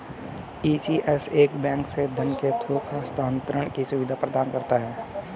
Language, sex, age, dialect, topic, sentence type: Hindi, male, 18-24, Hindustani Malvi Khadi Boli, banking, statement